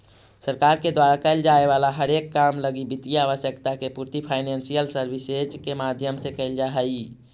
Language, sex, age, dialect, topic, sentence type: Magahi, male, 25-30, Central/Standard, banking, statement